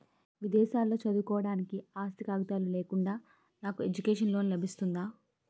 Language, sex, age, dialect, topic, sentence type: Telugu, female, 18-24, Utterandhra, banking, question